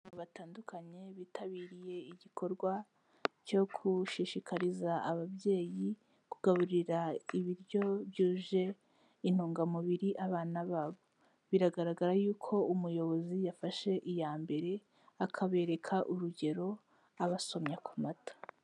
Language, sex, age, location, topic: Kinyarwanda, female, 18-24, Kigali, health